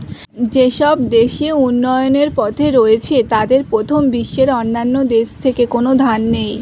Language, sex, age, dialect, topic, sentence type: Bengali, female, 18-24, Standard Colloquial, banking, statement